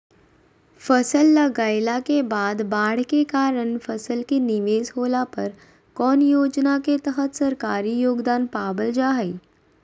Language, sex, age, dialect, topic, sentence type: Magahi, female, 18-24, Southern, agriculture, question